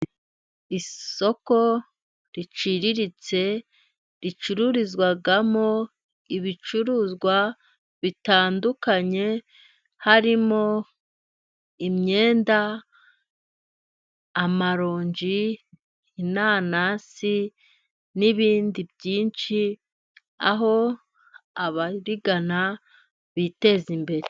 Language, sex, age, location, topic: Kinyarwanda, female, 25-35, Musanze, finance